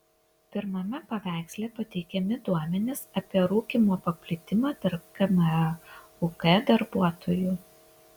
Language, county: Lithuanian, Kaunas